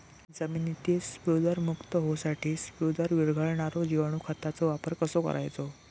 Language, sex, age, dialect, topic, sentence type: Marathi, male, 18-24, Southern Konkan, agriculture, question